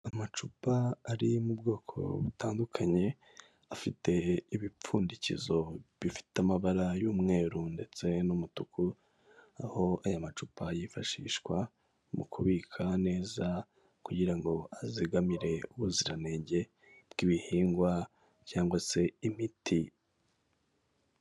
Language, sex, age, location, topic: Kinyarwanda, male, 18-24, Kigali, health